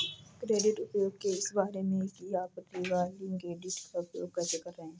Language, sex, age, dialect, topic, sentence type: Hindi, female, 60-100, Kanauji Braj Bhasha, banking, statement